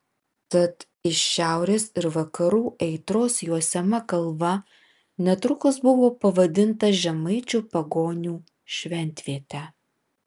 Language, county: Lithuanian, Vilnius